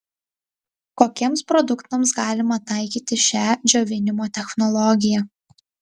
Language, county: Lithuanian, Tauragė